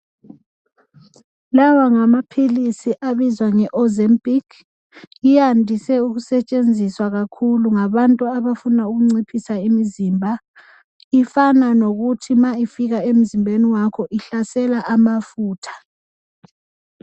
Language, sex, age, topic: North Ndebele, female, 25-35, health